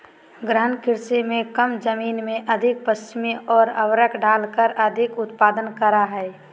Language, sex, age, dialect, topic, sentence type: Magahi, female, 18-24, Southern, agriculture, statement